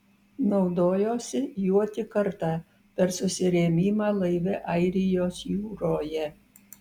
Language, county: Lithuanian, Vilnius